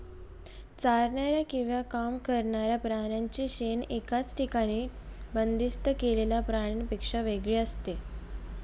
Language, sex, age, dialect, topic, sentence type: Marathi, female, 18-24, Northern Konkan, agriculture, statement